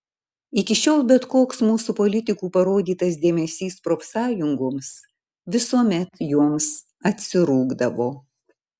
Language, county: Lithuanian, Marijampolė